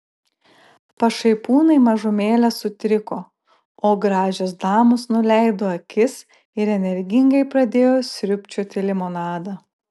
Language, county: Lithuanian, Klaipėda